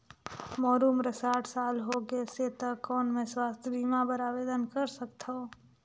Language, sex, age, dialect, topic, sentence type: Chhattisgarhi, female, 18-24, Northern/Bhandar, banking, question